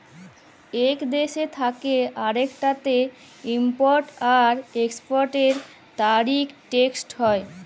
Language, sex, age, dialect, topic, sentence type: Bengali, female, 18-24, Jharkhandi, banking, statement